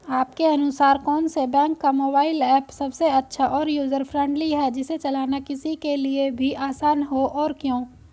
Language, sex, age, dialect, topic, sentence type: Hindi, female, 18-24, Hindustani Malvi Khadi Boli, banking, question